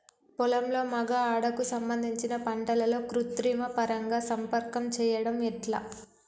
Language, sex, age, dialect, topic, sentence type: Telugu, female, 18-24, Telangana, agriculture, question